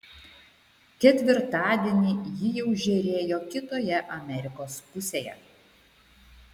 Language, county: Lithuanian, Šiauliai